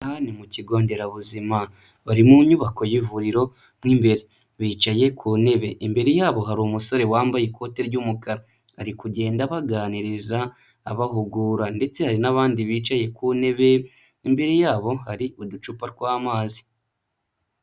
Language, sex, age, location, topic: Kinyarwanda, male, 25-35, Huye, health